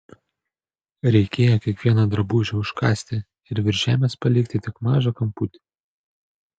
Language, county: Lithuanian, Panevėžys